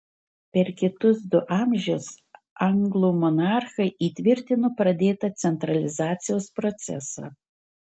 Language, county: Lithuanian, Marijampolė